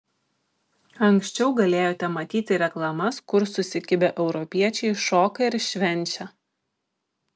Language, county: Lithuanian, Klaipėda